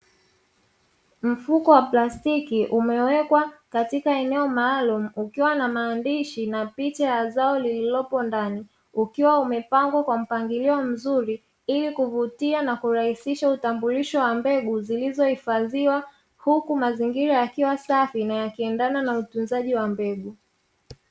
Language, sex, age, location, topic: Swahili, female, 25-35, Dar es Salaam, agriculture